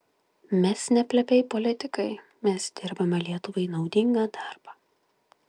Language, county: Lithuanian, Klaipėda